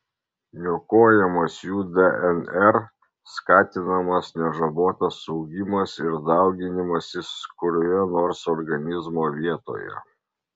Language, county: Lithuanian, Marijampolė